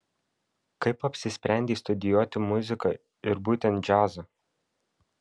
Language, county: Lithuanian, Vilnius